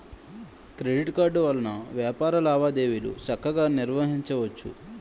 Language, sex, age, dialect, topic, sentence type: Telugu, male, 25-30, Utterandhra, banking, statement